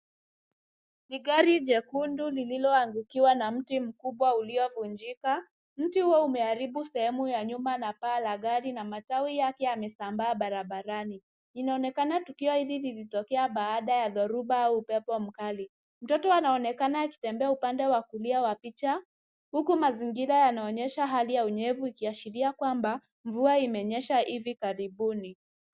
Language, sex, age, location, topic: Swahili, female, 18-24, Nairobi, health